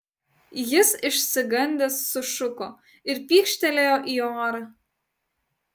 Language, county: Lithuanian, Utena